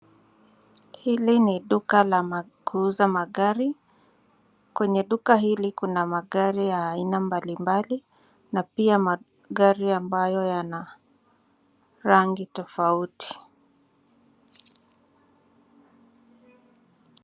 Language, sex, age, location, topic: Swahili, female, 25-35, Nairobi, finance